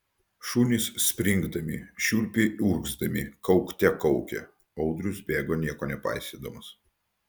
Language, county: Lithuanian, Utena